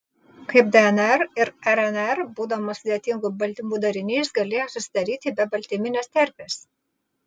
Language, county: Lithuanian, Vilnius